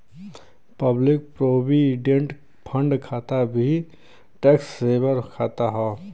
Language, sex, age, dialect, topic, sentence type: Bhojpuri, male, 25-30, Western, banking, statement